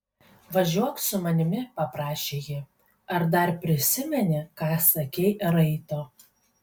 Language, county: Lithuanian, Kaunas